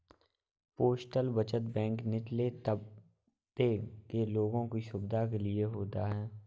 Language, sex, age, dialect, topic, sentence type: Hindi, male, 18-24, Awadhi Bundeli, banking, statement